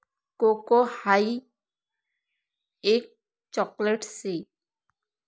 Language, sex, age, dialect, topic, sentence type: Marathi, male, 41-45, Northern Konkan, agriculture, statement